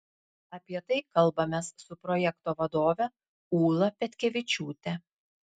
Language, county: Lithuanian, Klaipėda